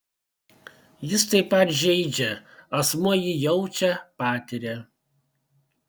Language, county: Lithuanian, Panevėžys